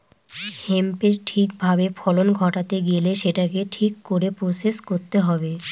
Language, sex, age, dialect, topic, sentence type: Bengali, female, 25-30, Northern/Varendri, agriculture, statement